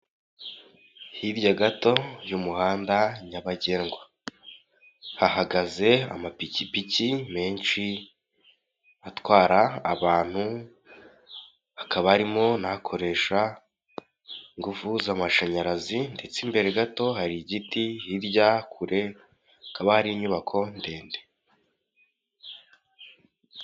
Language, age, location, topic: Kinyarwanda, 18-24, Kigali, government